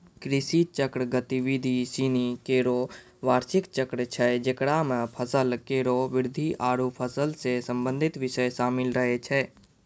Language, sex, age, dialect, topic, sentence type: Maithili, male, 18-24, Angika, agriculture, statement